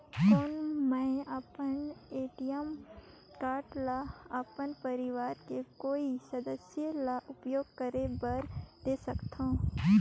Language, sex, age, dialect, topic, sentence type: Chhattisgarhi, female, 25-30, Northern/Bhandar, banking, question